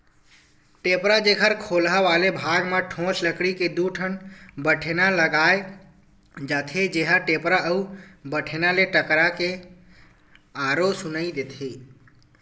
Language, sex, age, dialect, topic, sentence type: Chhattisgarhi, male, 18-24, Western/Budati/Khatahi, agriculture, statement